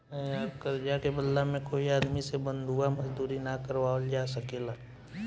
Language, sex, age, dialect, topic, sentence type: Bhojpuri, male, 18-24, Southern / Standard, banking, statement